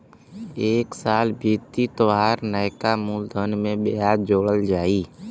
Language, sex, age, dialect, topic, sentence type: Bhojpuri, male, 18-24, Western, banking, statement